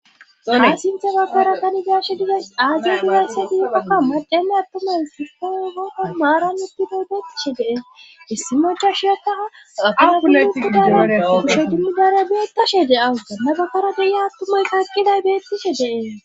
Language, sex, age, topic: Gamo, female, 25-35, government